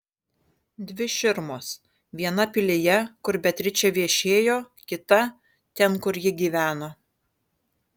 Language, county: Lithuanian, Kaunas